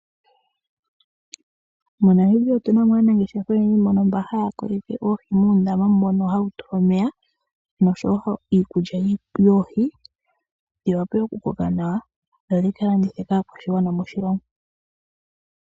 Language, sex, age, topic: Oshiwambo, female, 18-24, agriculture